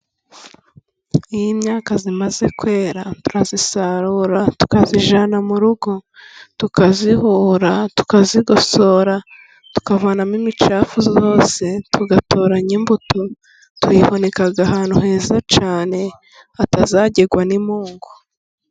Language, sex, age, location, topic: Kinyarwanda, female, 25-35, Musanze, agriculture